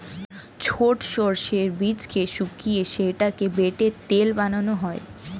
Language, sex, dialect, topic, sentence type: Bengali, female, Standard Colloquial, agriculture, statement